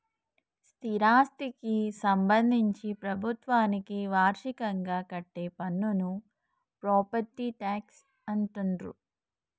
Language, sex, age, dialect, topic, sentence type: Telugu, female, 36-40, Telangana, banking, statement